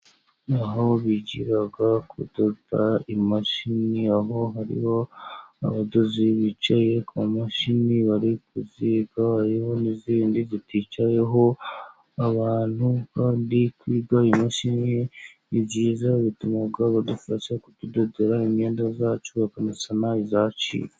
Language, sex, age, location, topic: Kinyarwanda, male, 50+, Musanze, education